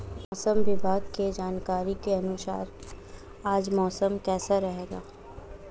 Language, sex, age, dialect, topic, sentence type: Hindi, female, 18-24, Marwari Dhudhari, agriculture, question